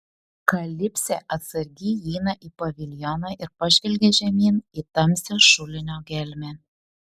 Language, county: Lithuanian, Šiauliai